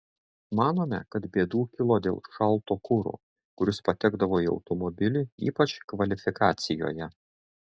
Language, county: Lithuanian, Šiauliai